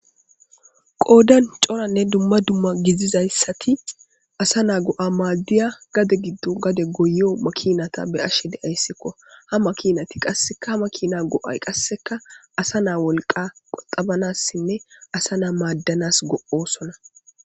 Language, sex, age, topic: Gamo, female, 18-24, agriculture